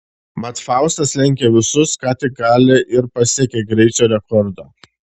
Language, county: Lithuanian, Šiauliai